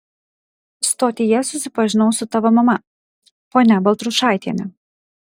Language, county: Lithuanian, Kaunas